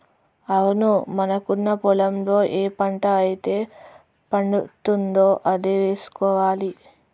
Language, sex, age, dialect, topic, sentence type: Telugu, female, 36-40, Telangana, agriculture, statement